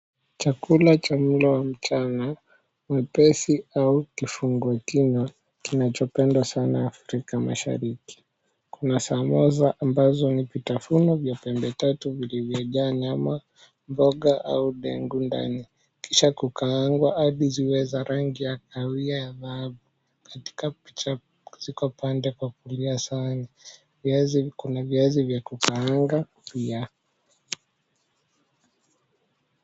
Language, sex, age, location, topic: Swahili, male, 18-24, Mombasa, agriculture